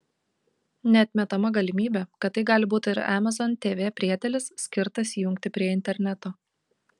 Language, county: Lithuanian, Kaunas